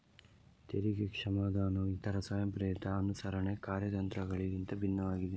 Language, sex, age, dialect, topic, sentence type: Kannada, male, 31-35, Coastal/Dakshin, banking, statement